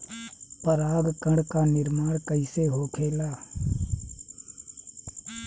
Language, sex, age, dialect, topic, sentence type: Bhojpuri, male, 36-40, Southern / Standard, agriculture, question